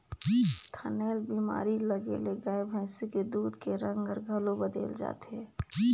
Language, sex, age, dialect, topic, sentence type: Chhattisgarhi, female, 18-24, Northern/Bhandar, agriculture, statement